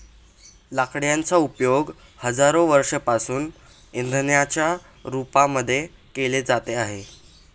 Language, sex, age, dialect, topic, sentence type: Marathi, male, 18-24, Northern Konkan, agriculture, statement